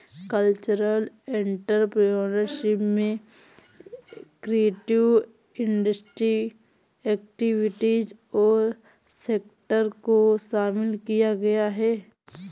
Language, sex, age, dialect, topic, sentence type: Hindi, female, 60-100, Awadhi Bundeli, banking, statement